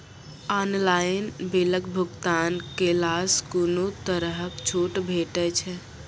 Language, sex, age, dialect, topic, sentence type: Maithili, male, 25-30, Angika, banking, question